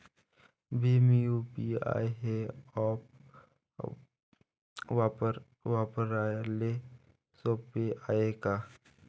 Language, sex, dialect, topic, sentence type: Marathi, male, Varhadi, banking, question